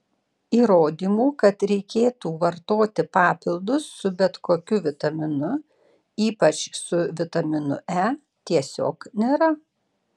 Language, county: Lithuanian, Panevėžys